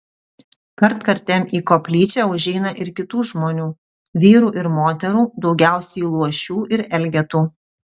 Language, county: Lithuanian, Utena